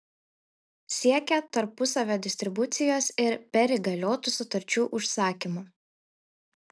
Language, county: Lithuanian, Šiauliai